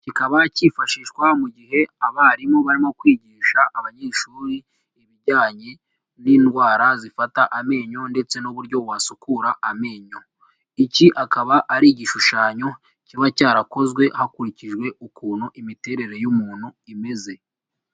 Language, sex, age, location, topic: Kinyarwanda, male, 25-35, Huye, health